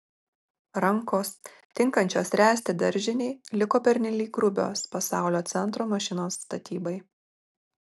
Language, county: Lithuanian, Marijampolė